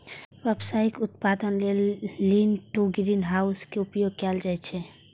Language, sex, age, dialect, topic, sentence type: Maithili, female, 41-45, Eastern / Thethi, agriculture, statement